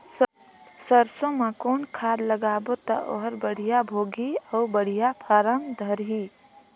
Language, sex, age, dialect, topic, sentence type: Chhattisgarhi, female, 18-24, Northern/Bhandar, agriculture, question